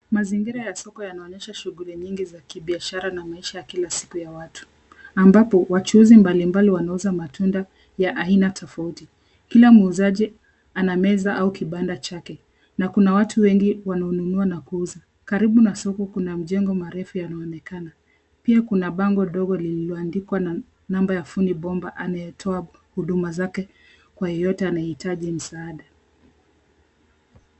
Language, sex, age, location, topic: Swahili, female, 25-35, Nairobi, finance